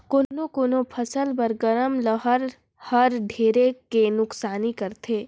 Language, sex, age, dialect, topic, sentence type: Chhattisgarhi, male, 56-60, Northern/Bhandar, agriculture, statement